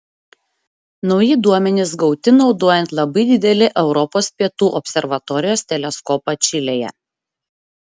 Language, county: Lithuanian, Šiauliai